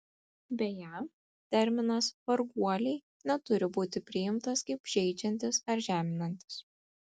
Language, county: Lithuanian, Kaunas